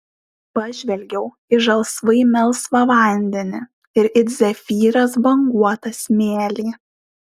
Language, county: Lithuanian, Šiauliai